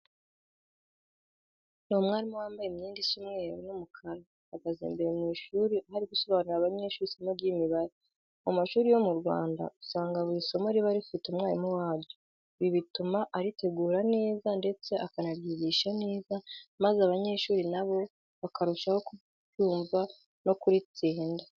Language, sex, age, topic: Kinyarwanda, female, 18-24, education